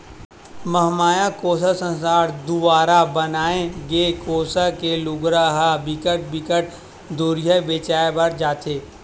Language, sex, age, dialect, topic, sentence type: Chhattisgarhi, male, 18-24, Western/Budati/Khatahi, banking, statement